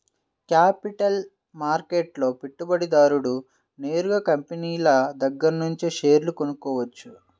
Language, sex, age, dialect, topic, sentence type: Telugu, male, 31-35, Central/Coastal, banking, statement